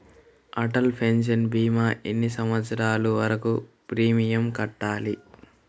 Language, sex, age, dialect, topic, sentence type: Telugu, male, 36-40, Central/Coastal, banking, question